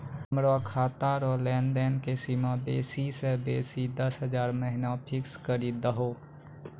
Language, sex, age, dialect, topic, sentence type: Maithili, male, 18-24, Angika, banking, statement